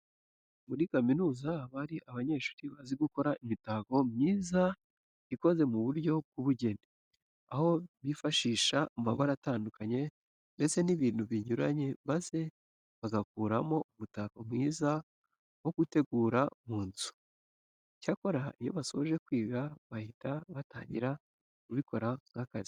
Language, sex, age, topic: Kinyarwanda, male, 18-24, education